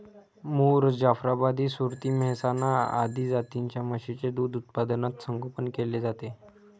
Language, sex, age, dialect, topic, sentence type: Marathi, male, 25-30, Standard Marathi, agriculture, statement